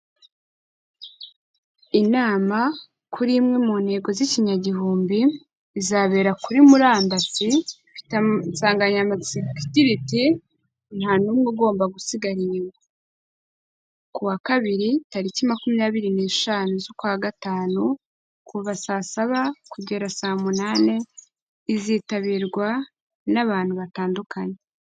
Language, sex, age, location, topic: Kinyarwanda, female, 18-24, Kigali, health